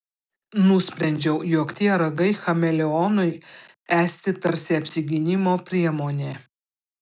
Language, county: Lithuanian, Panevėžys